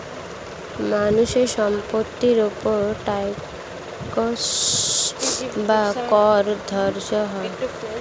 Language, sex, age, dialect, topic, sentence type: Bengali, female, 60-100, Standard Colloquial, banking, statement